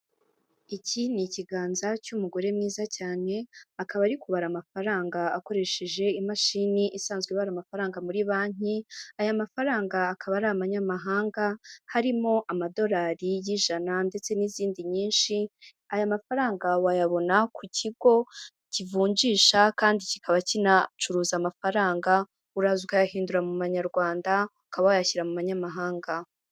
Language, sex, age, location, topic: Kinyarwanda, female, 18-24, Huye, finance